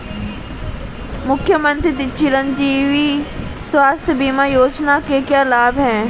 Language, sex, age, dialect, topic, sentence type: Hindi, female, 18-24, Marwari Dhudhari, banking, question